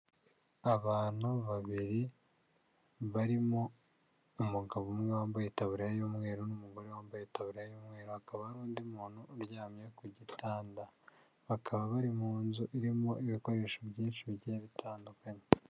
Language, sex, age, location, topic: Kinyarwanda, male, 50+, Kigali, government